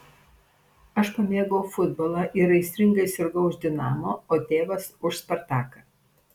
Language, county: Lithuanian, Panevėžys